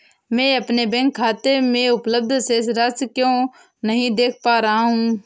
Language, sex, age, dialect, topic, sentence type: Hindi, female, 18-24, Awadhi Bundeli, banking, question